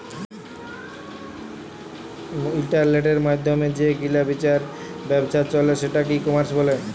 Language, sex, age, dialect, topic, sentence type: Bengali, male, 18-24, Jharkhandi, agriculture, statement